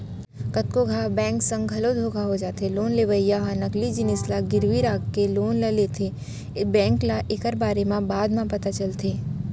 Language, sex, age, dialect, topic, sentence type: Chhattisgarhi, female, 41-45, Central, banking, statement